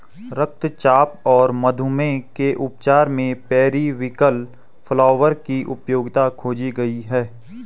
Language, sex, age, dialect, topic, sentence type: Hindi, male, 18-24, Garhwali, agriculture, statement